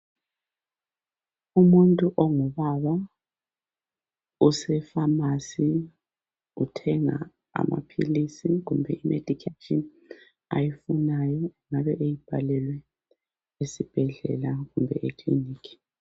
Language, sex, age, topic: North Ndebele, female, 36-49, health